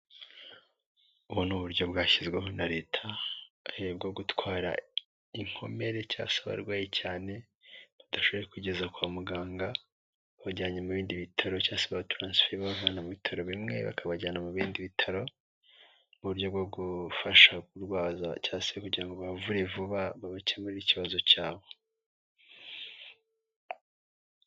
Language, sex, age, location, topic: Kinyarwanda, male, 18-24, Nyagatare, health